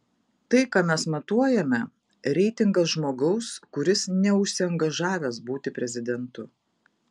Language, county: Lithuanian, Vilnius